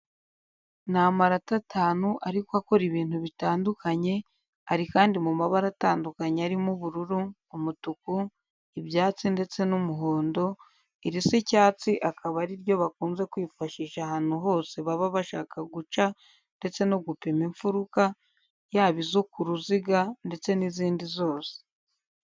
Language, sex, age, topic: Kinyarwanda, female, 18-24, education